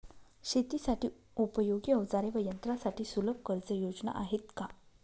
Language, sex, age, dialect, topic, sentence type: Marathi, female, 25-30, Northern Konkan, agriculture, question